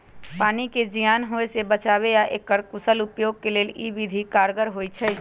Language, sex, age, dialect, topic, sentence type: Magahi, female, 25-30, Western, agriculture, statement